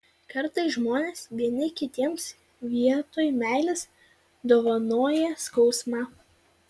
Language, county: Lithuanian, Vilnius